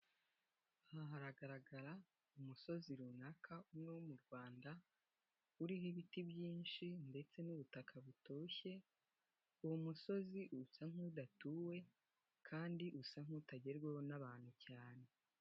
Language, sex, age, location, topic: Kinyarwanda, female, 18-24, Nyagatare, agriculture